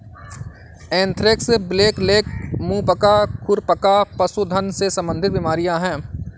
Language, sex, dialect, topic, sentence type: Hindi, male, Awadhi Bundeli, agriculture, statement